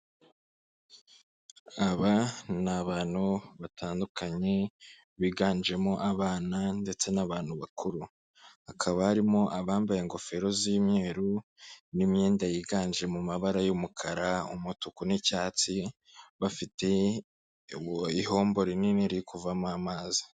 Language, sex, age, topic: Kinyarwanda, male, 25-35, government